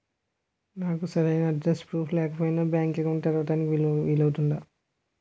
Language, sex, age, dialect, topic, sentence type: Telugu, male, 18-24, Utterandhra, banking, question